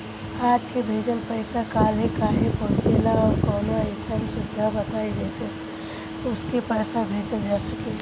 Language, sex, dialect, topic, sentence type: Bhojpuri, female, Southern / Standard, banking, question